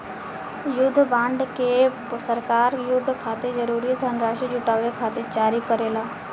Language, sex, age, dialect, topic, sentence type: Bhojpuri, female, 18-24, Southern / Standard, banking, statement